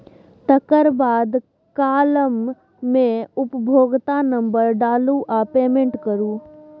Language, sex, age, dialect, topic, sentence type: Maithili, female, 18-24, Bajjika, banking, statement